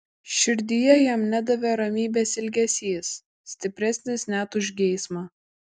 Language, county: Lithuanian, Kaunas